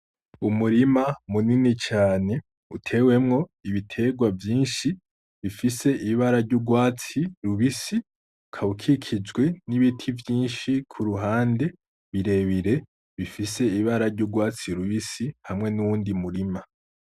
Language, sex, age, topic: Rundi, male, 18-24, agriculture